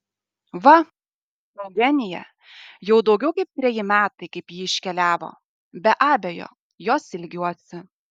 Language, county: Lithuanian, Šiauliai